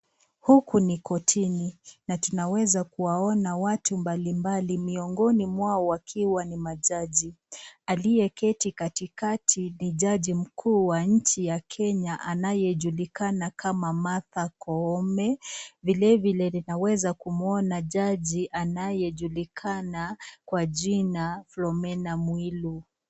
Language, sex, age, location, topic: Swahili, female, 25-35, Nakuru, government